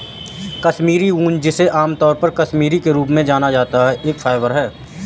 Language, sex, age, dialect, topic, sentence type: Hindi, male, 31-35, Marwari Dhudhari, agriculture, statement